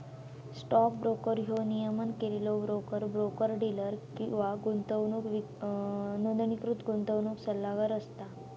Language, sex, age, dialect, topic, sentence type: Marathi, female, 18-24, Southern Konkan, banking, statement